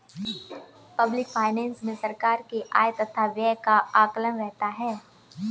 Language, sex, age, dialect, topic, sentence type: Hindi, female, 18-24, Kanauji Braj Bhasha, banking, statement